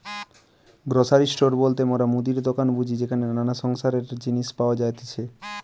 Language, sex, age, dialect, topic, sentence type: Bengali, male, 18-24, Western, agriculture, statement